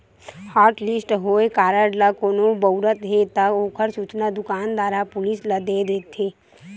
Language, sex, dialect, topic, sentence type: Chhattisgarhi, female, Western/Budati/Khatahi, banking, statement